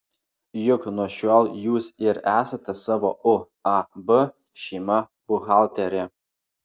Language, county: Lithuanian, Klaipėda